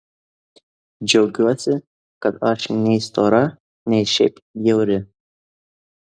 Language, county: Lithuanian, Kaunas